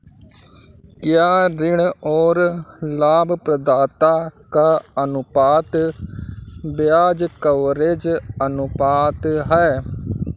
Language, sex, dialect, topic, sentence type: Hindi, male, Awadhi Bundeli, banking, statement